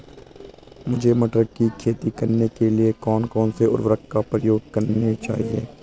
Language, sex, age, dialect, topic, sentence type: Hindi, male, 18-24, Garhwali, agriculture, question